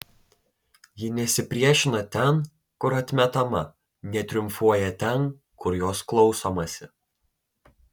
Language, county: Lithuanian, Telšiai